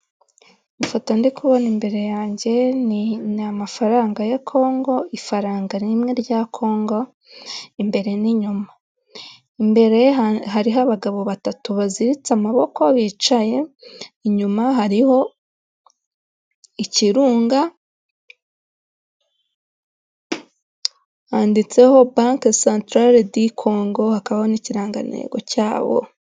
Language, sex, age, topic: Kinyarwanda, female, 25-35, finance